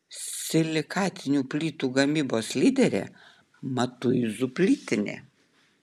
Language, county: Lithuanian, Utena